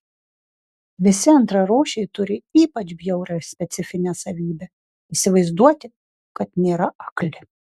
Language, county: Lithuanian, Kaunas